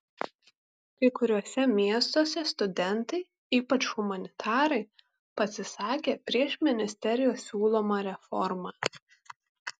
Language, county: Lithuanian, Kaunas